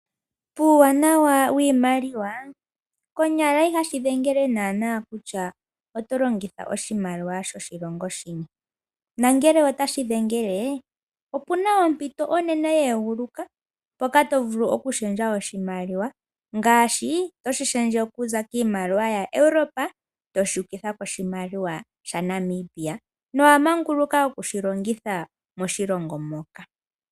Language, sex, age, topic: Oshiwambo, female, 18-24, finance